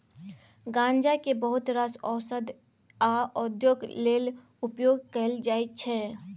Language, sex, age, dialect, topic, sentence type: Maithili, female, 25-30, Bajjika, agriculture, statement